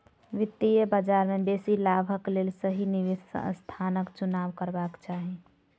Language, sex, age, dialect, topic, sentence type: Maithili, male, 25-30, Southern/Standard, banking, statement